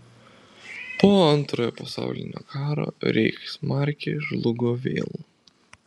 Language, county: Lithuanian, Vilnius